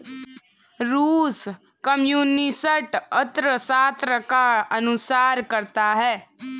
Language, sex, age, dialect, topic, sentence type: Hindi, female, 18-24, Hindustani Malvi Khadi Boli, banking, statement